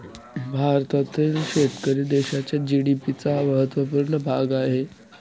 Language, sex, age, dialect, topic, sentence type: Marathi, male, 18-24, Northern Konkan, agriculture, statement